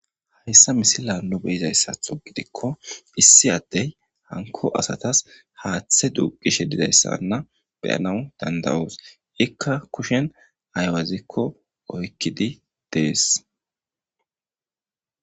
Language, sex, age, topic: Gamo, male, 18-24, government